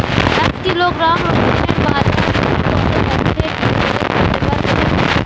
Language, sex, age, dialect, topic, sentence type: Bengali, female, <18, Standard Colloquial, agriculture, question